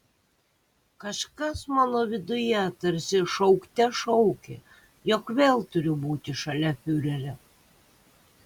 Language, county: Lithuanian, Kaunas